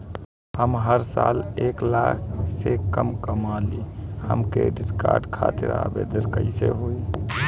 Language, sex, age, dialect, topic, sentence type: Bhojpuri, female, 25-30, Southern / Standard, banking, question